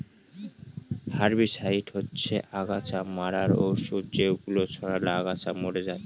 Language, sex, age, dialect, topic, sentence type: Bengali, male, 18-24, Northern/Varendri, agriculture, statement